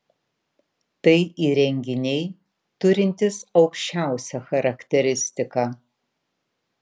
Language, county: Lithuanian, Vilnius